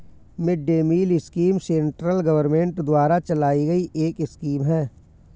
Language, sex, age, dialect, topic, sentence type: Hindi, male, 41-45, Awadhi Bundeli, agriculture, statement